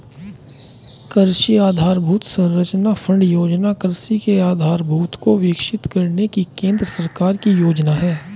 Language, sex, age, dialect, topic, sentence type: Hindi, male, 25-30, Hindustani Malvi Khadi Boli, agriculture, statement